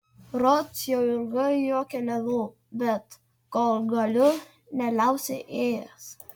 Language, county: Lithuanian, Kaunas